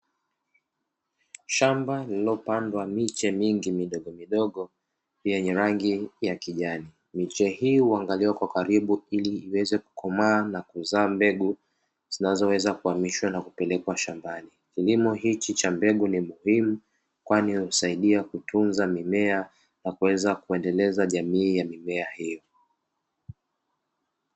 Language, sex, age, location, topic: Swahili, male, 25-35, Dar es Salaam, agriculture